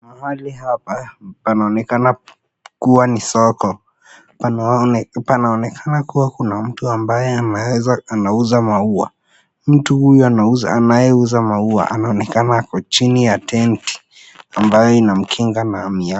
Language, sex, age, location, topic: Swahili, male, 18-24, Nairobi, finance